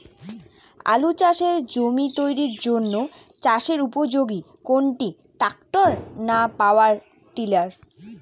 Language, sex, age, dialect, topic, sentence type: Bengali, female, 18-24, Rajbangshi, agriculture, question